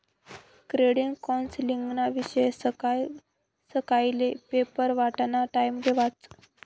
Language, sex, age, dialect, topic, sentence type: Marathi, male, 25-30, Northern Konkan, banking, statement